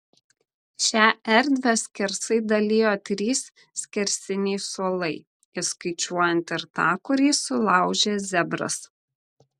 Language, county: Lithuanian, Vilnius